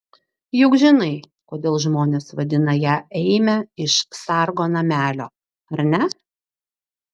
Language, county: Lithuanian, Klaipėda